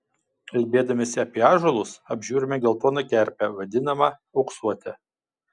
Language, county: Lithuanian, Kaunas